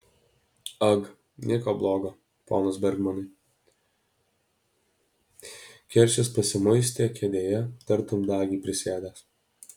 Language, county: Lithuanian, Alytus